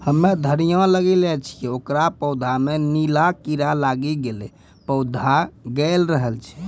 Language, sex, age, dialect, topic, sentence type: Maithili, male, 25-30, Angika, agriculture, question